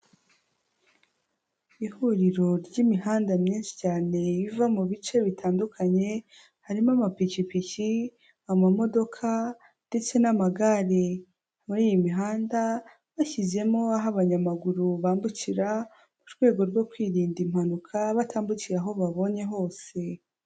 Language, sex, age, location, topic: Kinyarwanda, female, 18-24, Huye, government